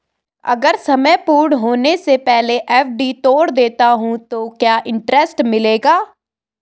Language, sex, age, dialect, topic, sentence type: Hindi, female, 18-24, Garhwali, banking, question